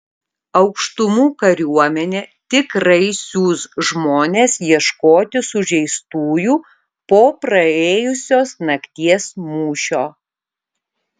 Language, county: Lithuanian, Kaunas